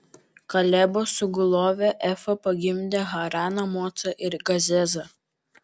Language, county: Lithuanian, Vilnius